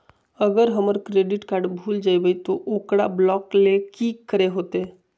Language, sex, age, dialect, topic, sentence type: Magahi, male, 25-30, Southern, banking, question